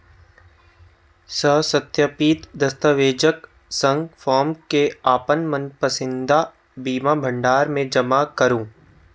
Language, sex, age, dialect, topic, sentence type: Maithili, male, 18-24, Eastern / Thethi, banking, statement